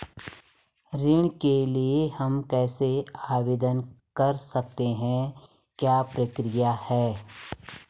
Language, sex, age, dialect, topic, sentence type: Hindi, female, 36-40, Garhwali, banking, question